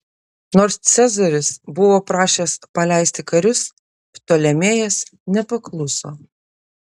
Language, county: Lithuanian, Telšiai